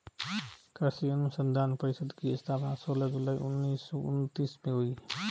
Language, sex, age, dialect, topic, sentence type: Hindi, male, 36-40, Marwari Dhudhari, agriculture, statement